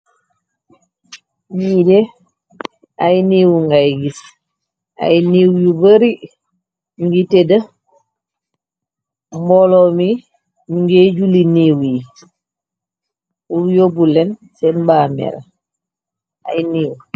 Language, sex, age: Wolof, male, 18-24